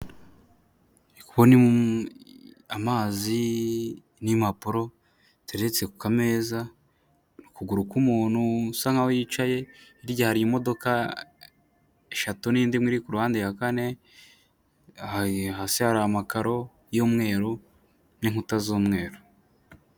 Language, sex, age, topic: Kinyarwanda, male, 18-24, finance